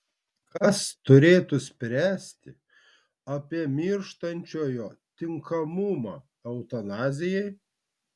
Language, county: Lithuanian, Vilnius